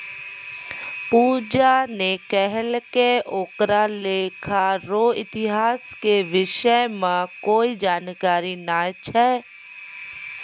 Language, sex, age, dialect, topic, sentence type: Maithili, female, 51-55, Angika, banking, statement